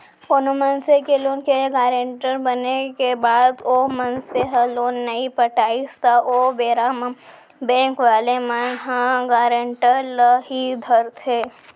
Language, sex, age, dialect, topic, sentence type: Chhattisgarhi, female, 18-24, Central, banking, statement